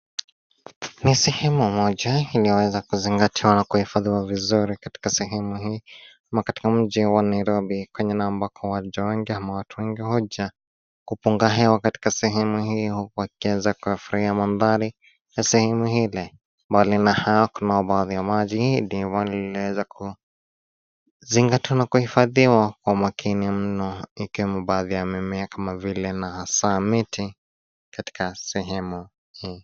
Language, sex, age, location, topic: Swahili, male, 25-35, Nairobi, government